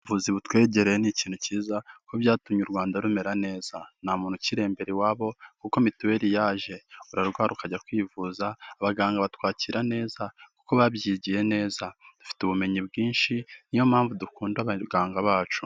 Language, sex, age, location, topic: Kinyarwanda, male, 25-35, Kigali, health